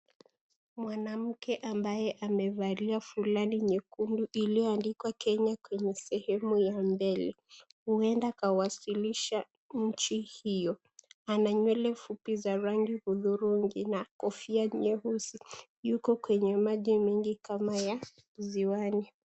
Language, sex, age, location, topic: Swahili, female, 18-24, Kisii, education